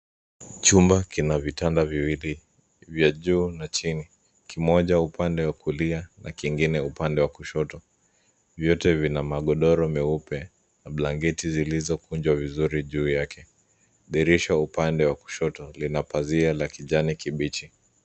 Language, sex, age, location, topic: Swahili, male, 25-35, Nairobi, education